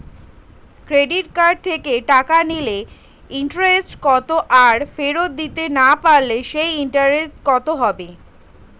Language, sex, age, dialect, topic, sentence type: Bengali, female, 18-24, Standard Colloquial, banking, question